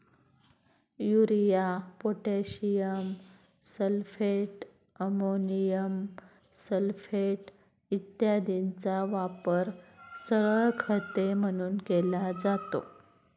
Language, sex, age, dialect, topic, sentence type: Marathi, female, 25-30, Standard Marathi, agriculture, statement